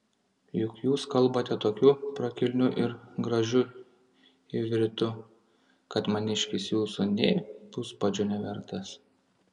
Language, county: Lithuanian, Panevėžys